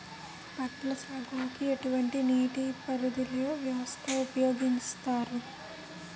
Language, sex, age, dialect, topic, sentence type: Telugu, female, 18-24, Utterandhra, agriculture, question